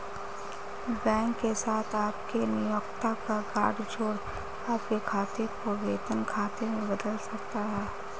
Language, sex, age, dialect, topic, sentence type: Hindi, female, 18-24, Marwari Dhudhari, banking, statement